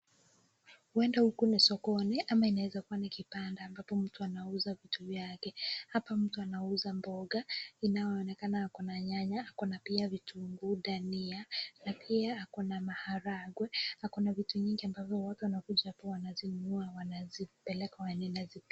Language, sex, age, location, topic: Swahili, female, 25-35, Nakuru, finance